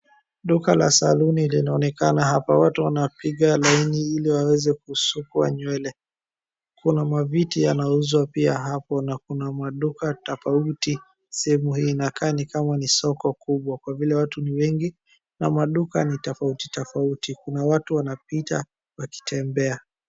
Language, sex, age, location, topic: Swahili, male, 36-49, Wajir, finance